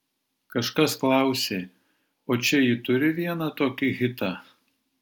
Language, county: Lithuanian, Vilnius